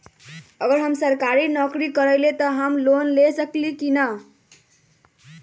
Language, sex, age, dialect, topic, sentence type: Magahi, female, 36-40, Western, banking, question